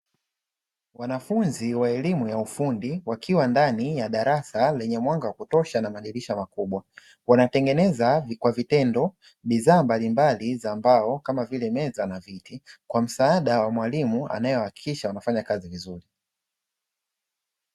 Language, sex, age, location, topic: Swahili, male, 25-35, Dar es Salaam, education